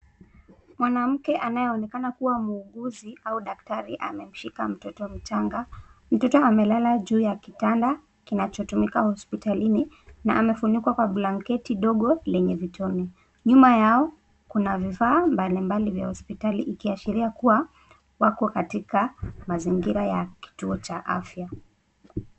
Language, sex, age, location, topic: Swahili, female, 18-24, Nakuru, health